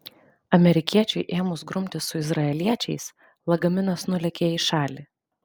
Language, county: Lithuanian, Vilnius